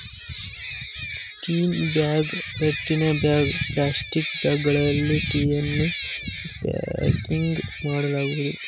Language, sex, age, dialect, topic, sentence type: Kannada, male, 18-24, Mysore Kannada, agriculture, statement